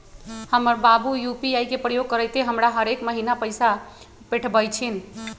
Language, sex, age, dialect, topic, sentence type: Magahi, male, 51-55, Western, banking, statement